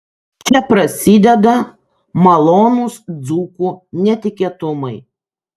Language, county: Lithuanian, Kaunas